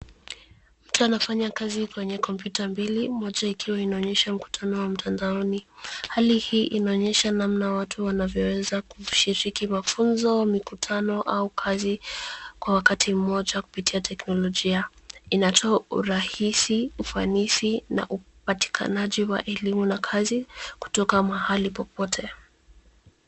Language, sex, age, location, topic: Swahili, female, 25-35, Nairobi, education